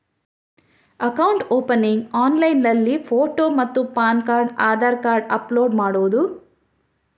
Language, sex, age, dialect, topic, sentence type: Kannada, female, 31-35, Coastal/Dakshin, banking, question